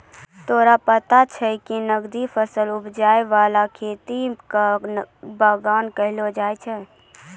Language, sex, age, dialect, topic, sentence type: Maithili, female, 18-24, Angika, agriculture, statement